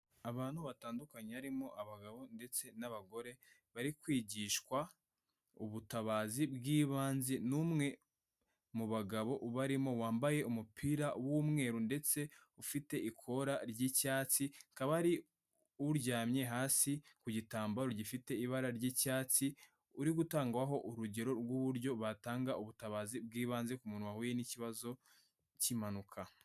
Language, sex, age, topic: Kinyarwanda, male, 18-24, health